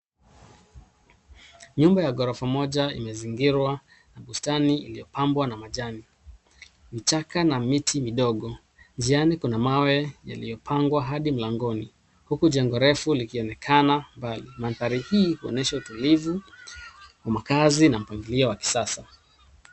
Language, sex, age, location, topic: Swahili, male, 36-49, Nairobi, finance